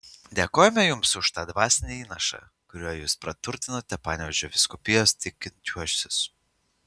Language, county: Lithuanian, Utena